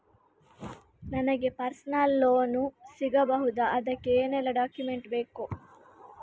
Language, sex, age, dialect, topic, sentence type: Kannada, female, 36-40, Coastal/Dakshin, banking, question